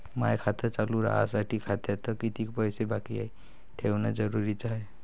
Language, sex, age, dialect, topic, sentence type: Marathi, male, 18-24, Varhadi, banking, question